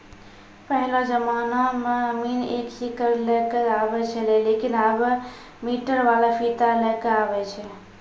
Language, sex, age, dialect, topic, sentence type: Maithili, female, 18-24, Angika, agriculture, statement